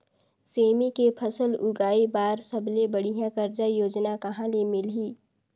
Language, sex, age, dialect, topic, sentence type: Chhattisgarhi, female, 18-24, Northern/Bhandar, agriculture, question